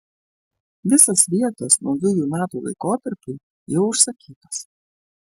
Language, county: Lithuanian, Klaipėda